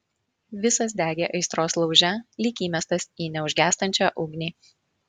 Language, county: Lithuanian, Marijampolė